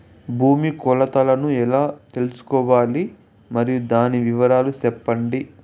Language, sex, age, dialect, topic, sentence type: Telugu, male, 18-24, Southern, agriculture, question